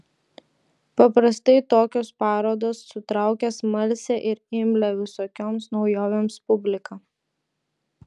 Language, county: Lithuanian, Klaipėda